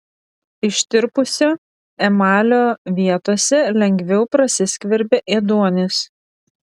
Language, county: Lithuanian, Vilnius